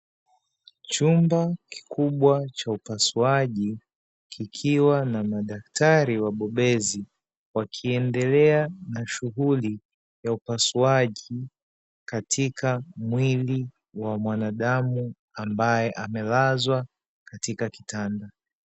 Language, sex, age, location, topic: Swahili, male, 25-35, Dar es Salaam, health